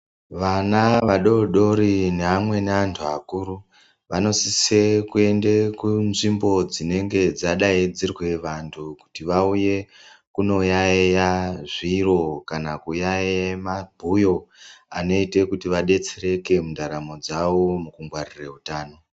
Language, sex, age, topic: Ndau, male, 36-49, health